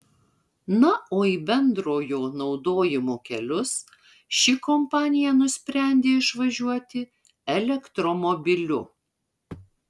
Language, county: Lithuanian, Marijampolė